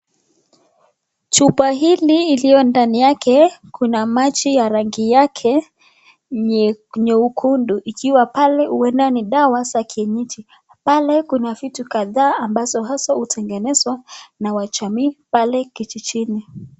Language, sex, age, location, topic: Swahili, female, 25-35, Nakuru, health